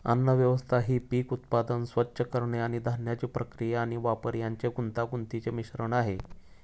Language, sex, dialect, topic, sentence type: Marathi, male, Standard Marathi, agriculture, statement